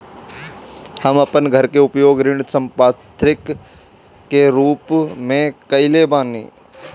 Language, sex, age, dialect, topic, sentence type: Bhojpuri, male, 25-30, Northern, banking, statement